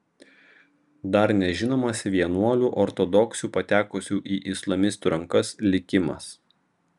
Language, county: Lithuanian, Vilnius